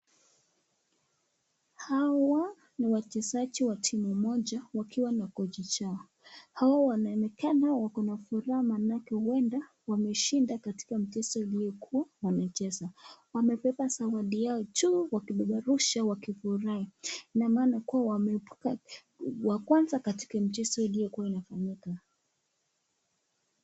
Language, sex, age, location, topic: Swahili, male, 25-35, Nakuru, government